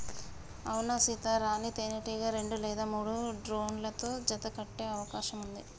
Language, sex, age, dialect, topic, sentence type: Telugu, female, 31-35, Telangana, agriculture, statement